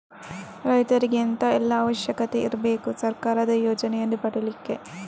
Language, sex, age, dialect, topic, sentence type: Kannada, female, 25-30, Coastal/Dakshin, banking, question